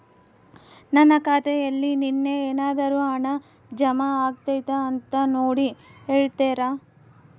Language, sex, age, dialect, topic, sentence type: Kannada, female, 18-24, Central, banking, question